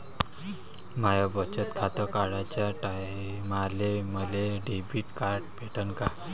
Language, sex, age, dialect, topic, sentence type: Marathi, male, 25-30, Varhadi, banking, question